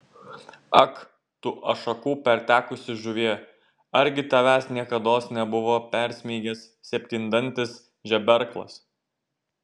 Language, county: Lithuanian, Šiauliai